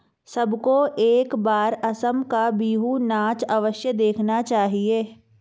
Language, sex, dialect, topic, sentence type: Hindi, female, Marwari Dhudhari, agriculture, statement